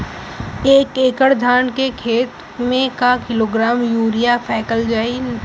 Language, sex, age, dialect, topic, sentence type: Bhojpuri, female, <18, Western, agriculture, question